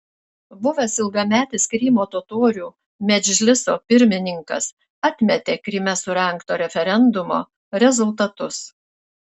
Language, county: Lithuanian, Šiauliai